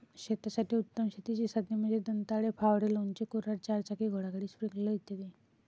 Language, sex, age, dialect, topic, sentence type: Marathi, female, 25-30, Varhadi, agriculture, statement